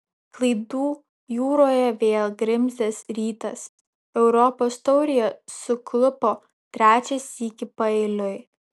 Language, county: Lithuanian, Vilnius